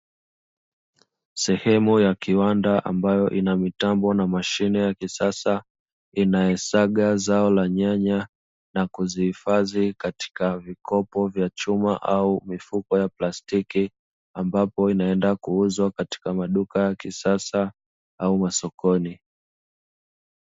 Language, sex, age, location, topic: Swahili, male, 18-24, Dar es Salaam, agriculture